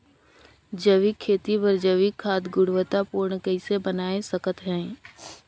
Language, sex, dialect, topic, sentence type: Chhattisgarhi, female, Northern/Bhandar, agriculture, question